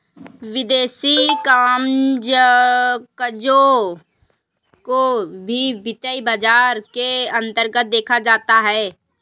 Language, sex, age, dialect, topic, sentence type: Hindi, female, 18-24, Kanauji Braj Bhasha, banking, statement